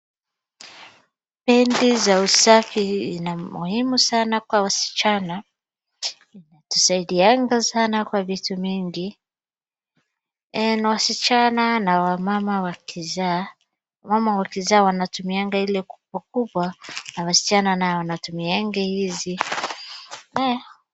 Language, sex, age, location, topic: Swahili, female, 25-35, Wajir, health